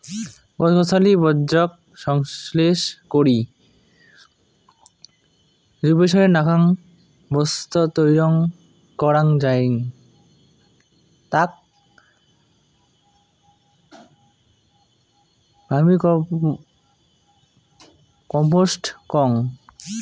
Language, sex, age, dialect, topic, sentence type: Bengali, male, 18-24, Rajbangshi, agriculture, statement